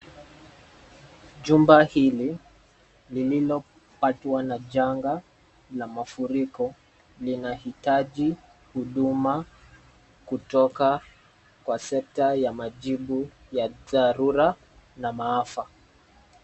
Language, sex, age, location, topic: Swahili, male, 25-35, Nairobi, health